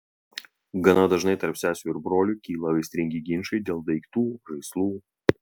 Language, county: Lithuanian, Vilnius